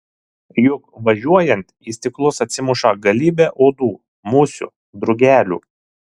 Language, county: Lithuanian, Šiauliai